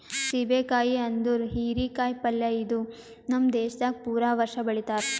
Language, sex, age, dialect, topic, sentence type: Kannada, female, 18-24, Northeastern, agriculture, statement